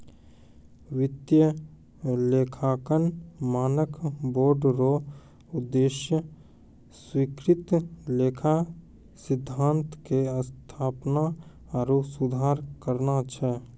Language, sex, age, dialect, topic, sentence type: Maithili, male, 18-24, Angika, banking, statement